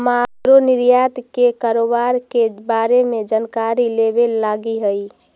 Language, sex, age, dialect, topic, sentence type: Magahi, female, 41-45, Central/Standard, banking, statement